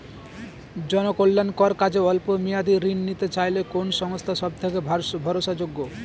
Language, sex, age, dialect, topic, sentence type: Bengali, male, 18-24, Northern/Varendri, banking, question